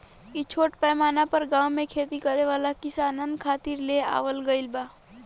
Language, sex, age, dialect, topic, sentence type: Bhojpuri, female, 18-24, Southern / Standard, agriculture, statement